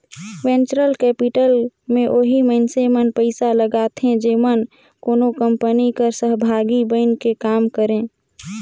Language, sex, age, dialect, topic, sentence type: Chhattisgarhi, female, 18-24, Northern/Bhandar, banking, statement